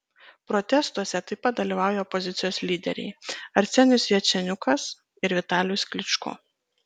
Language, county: Lithuanian, Kaunas